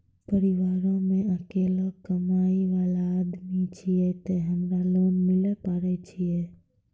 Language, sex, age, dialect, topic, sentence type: Maithili, female, 18-24, Angika, banking, question